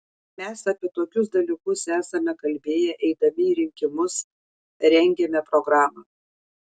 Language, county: Lithuanian, Šiauliai